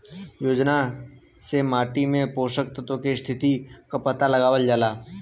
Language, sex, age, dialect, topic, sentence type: Bhojpuri, male, 18-24, Western, agriculture, statement